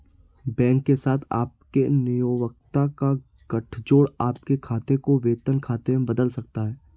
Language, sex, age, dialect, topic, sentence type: Hindi, male, 25-30, Marwari Dhudhari, banking, statement